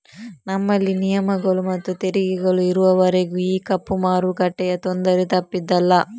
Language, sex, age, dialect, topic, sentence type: Kannada, female, 60-100, Coastal/Dakshin, banking, statement